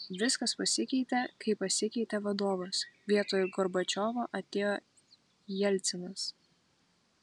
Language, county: Lithuanian, Vilnius